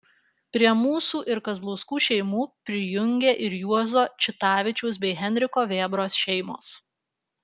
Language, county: Lithuanian, Alytus